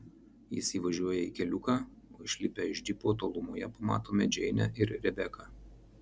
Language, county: Lithuanian, Marijampolė